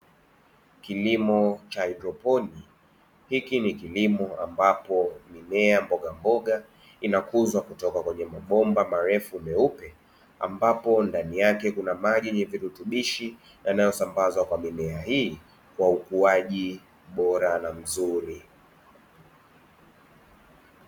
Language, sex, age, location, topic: Swahili, male, 25-35, Dar es Salaam, agriculture